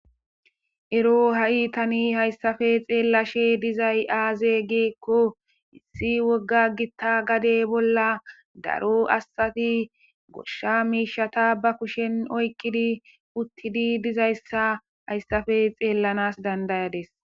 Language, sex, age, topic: Gamo, female, 25-35, government